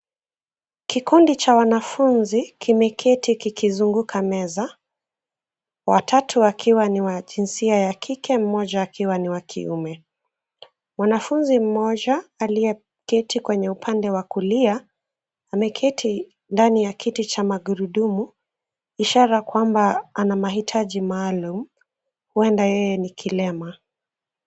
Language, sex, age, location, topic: Swahili, female, 18-24, Nairobi, education